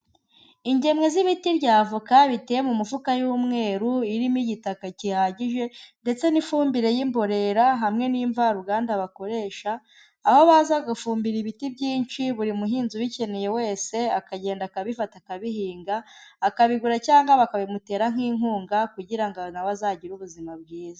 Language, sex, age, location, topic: Kinyarwanda, female, 18-24, Huye, agriculture